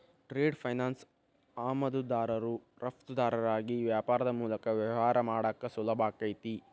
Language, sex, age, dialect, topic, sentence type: Kannada, male, 18-24, Dharwad Kannada, banking, statement